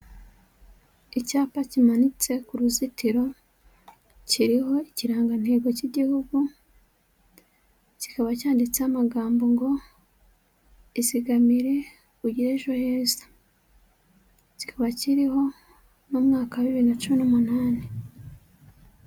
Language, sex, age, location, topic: Kinyarwanda, female, 25-35, Huye, finance